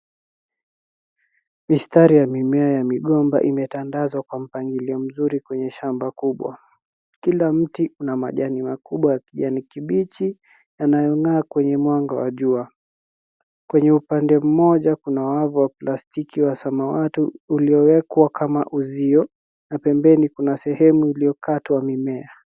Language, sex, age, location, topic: Swahili, female, 36-49, Nairobi, agriculture